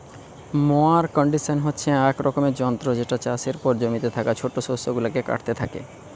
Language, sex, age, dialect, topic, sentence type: Bengali, male, 25-30, Western, agriculture, statement